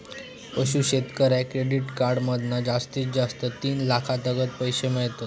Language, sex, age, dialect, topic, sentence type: Marathi, male, 46-50, Southern Konkan, agriculture, statement